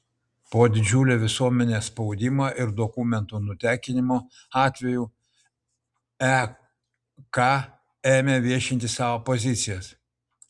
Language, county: Lithuanian, Utena